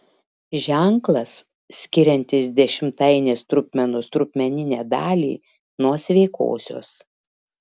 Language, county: Lithuanian, Šiauliai